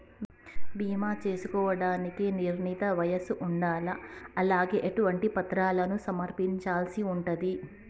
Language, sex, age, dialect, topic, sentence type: Telugu, female, 36-40, Telangana, banking, question